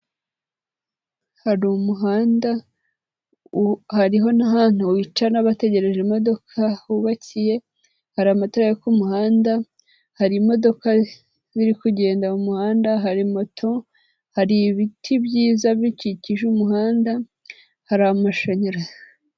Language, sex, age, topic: Kinyarwanda, female, 18-24, government